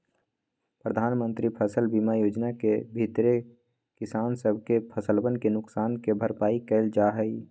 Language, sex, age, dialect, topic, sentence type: Magahi, male, 18-24, Western, agriculture, statement